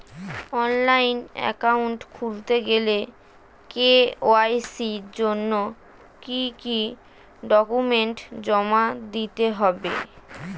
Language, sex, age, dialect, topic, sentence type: Bengali, female, 36-40, Standard Colloquial, banking, question